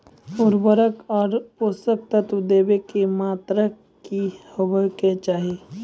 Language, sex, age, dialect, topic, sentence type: Maithili, male, 18-24, Angika, agriculture, question